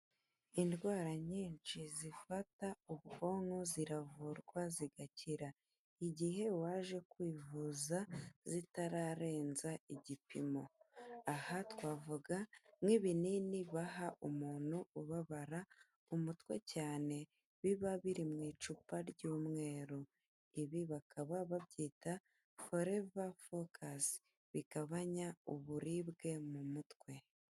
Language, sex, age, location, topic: Kinyarwanda, female, 18-24, Kigali, health